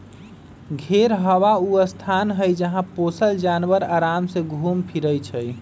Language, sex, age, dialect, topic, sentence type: Magahi, male, 25-30, Western, agriculture, statement